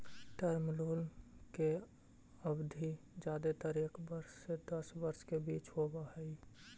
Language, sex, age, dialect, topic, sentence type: Magahi, male, 18-24, Central/Standard, banking, statement